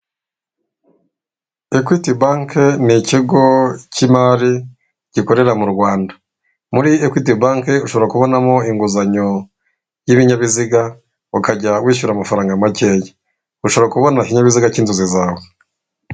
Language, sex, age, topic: Kinyarwanda, female, 36-49, finance